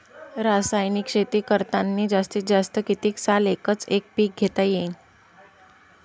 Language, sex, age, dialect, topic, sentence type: Marathi, female, 25-30, Varhadi, agriculture, question